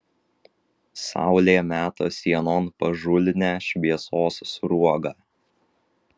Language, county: Lithuanian, Vilnius